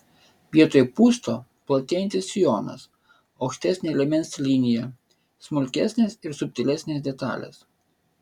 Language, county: Lithuanian, Vilnius